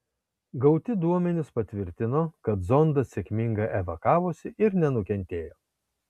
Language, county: Lithuanian, Kaunas